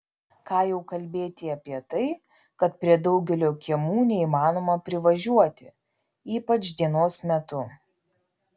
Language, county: Lithuanian, Vilnius